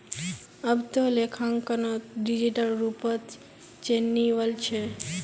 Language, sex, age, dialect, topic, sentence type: Magahi, female, 18-24, Northeastern/Surjapuri, banking, statement